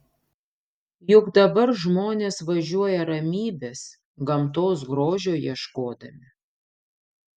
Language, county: Lithuanian, Panevėžys